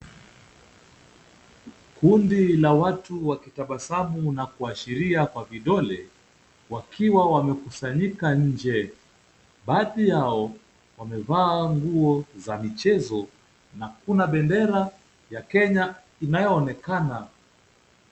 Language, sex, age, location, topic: Swahili, male, 25-35, Kisumu, government